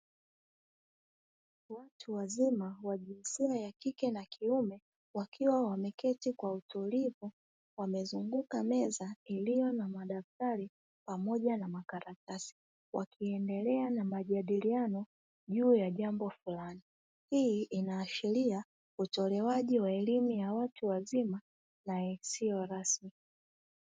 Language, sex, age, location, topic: Swahili, female, 25-35, Dar es Salaam, education